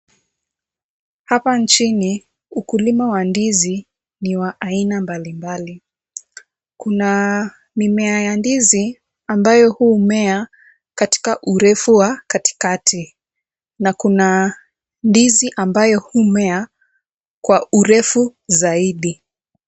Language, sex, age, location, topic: Swahili, female, 18-24, Kisumu, agriculture